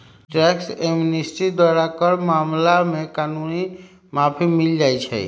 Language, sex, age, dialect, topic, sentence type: Magahi, male, 51-55, Western, banking, statement